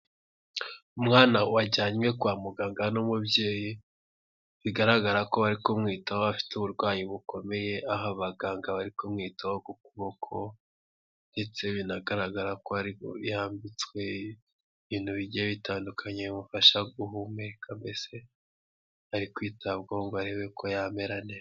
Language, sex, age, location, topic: Kinyarwanda, male, 18-24, Huye, health